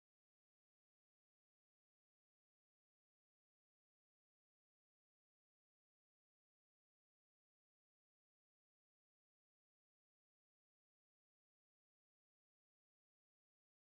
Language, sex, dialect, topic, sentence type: Chhattisgarhi, female, Central, banking, statement